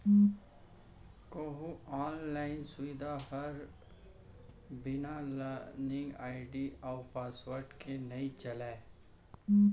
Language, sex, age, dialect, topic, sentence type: Chhattisgarhi, male, 41-45, Central, banking, statement